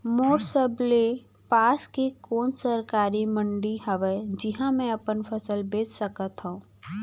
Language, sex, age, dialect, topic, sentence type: Chhattisgarhi, female, 25-30, Central, agriculture, question